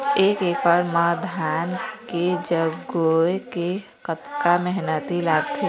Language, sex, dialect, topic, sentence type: Chhattisgarhi, female, Eastern, agriculture, question